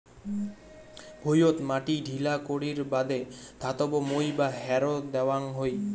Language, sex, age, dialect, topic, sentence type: Bengali, male, 18-24, Rajbangshi, agriculture, statement